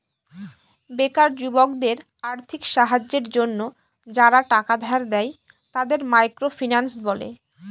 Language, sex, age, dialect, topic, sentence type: Bengali, female, 18-24, Northern/Varendri, banking, statement